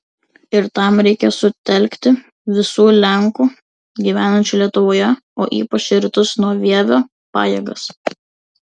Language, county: Lithuanian, Vilnius